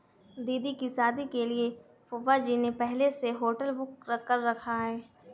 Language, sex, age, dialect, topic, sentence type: Hindi, female, 18-24, Kanauji Braj Bhasha, banking, statement